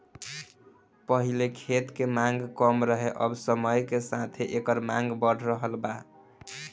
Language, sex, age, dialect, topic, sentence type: Bhojpuri, male, 18-24, Southern / Standard, agriculture, statement